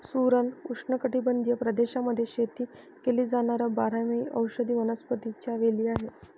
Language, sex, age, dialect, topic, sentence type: Marathi, female, 51-55, Northern Konkan, agriculture, statement